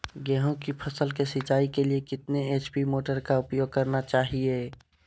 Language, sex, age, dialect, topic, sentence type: Magahi, male, 18-24, Southern, agriculture, question